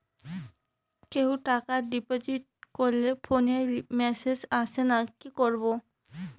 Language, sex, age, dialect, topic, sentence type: Bengali, female, 25-30, Rajbangshi, banking, question